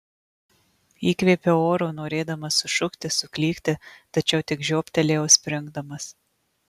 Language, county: Lithuanian, Marijampolė